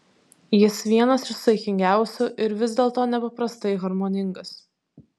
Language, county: Lithuanian, Vilnius